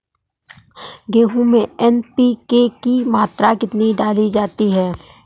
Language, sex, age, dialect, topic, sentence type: Hindi, male, 18-24, Awadhi Bundeli, agriculture, question